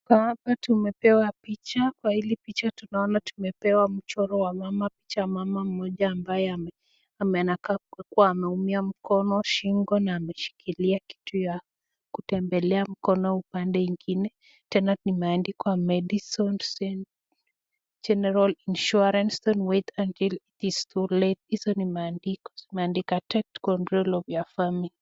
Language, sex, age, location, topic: Swahili, female, 18-24, Nakuru, finance